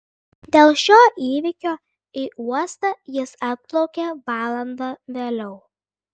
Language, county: Lithuanian, Klaipėda